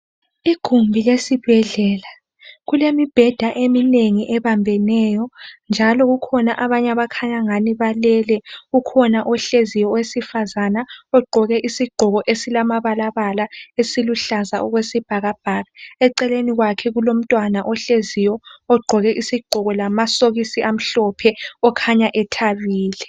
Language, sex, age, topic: North Ndebele, female, 18-24, health